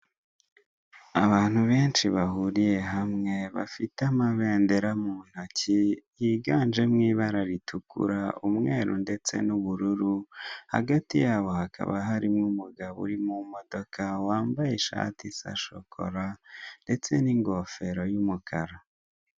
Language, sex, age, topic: Kinyarwanda, male, 18-24, government